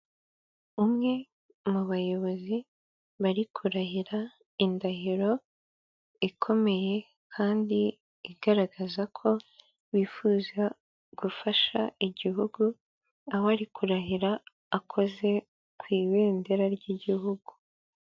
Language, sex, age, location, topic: Kinyarwanda, male, 50+, Kigali, government